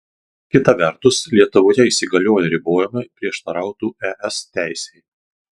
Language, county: Lithuanian, Marijampolė